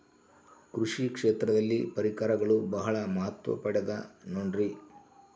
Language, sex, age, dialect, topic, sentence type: Kannada, male, 51-55, Central, agriculture, question